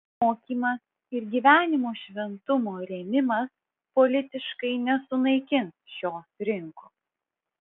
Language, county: Lithuanian, Vilnius